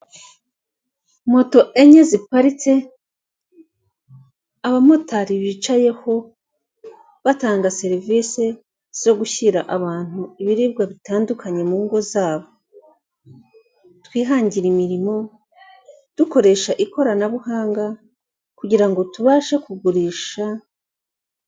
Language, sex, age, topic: Kinyarwanda, female, 36-49, finance